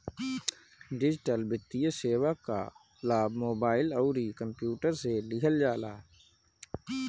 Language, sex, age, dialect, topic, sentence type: Bhojpuri, male, 31-35, Northern, banking, statement